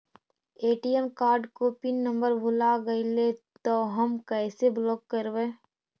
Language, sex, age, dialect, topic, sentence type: Magahi, female, 51-55, Central/Standard, banking, question